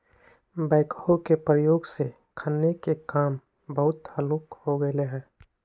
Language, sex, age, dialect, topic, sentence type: Magahi, male, 18-24, Western, agriculture, statement